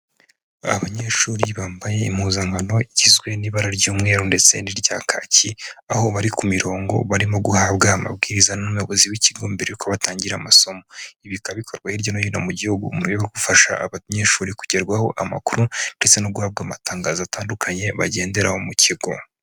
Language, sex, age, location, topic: Kinyarwanda, male, 18-24, Kigali, education